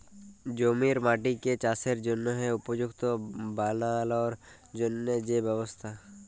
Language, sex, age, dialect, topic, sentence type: Bengali, male, 18-24, Jharkhandi, agriculture, statement